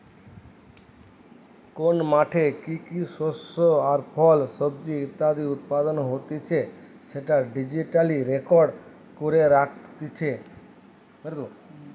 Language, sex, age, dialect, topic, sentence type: Bengali, male, 36-40, Western, agriculture, statement